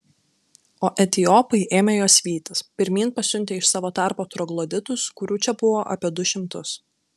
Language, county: Lithuanian, Klaipėda